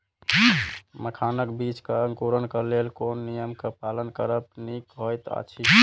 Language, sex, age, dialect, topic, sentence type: Maithili, male, 18-24, Eastern / Thethi, agriculture, question